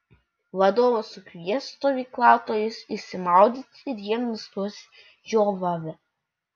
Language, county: Lithuanian, Utena